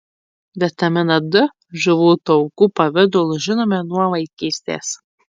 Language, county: Lithuanian, Tauragė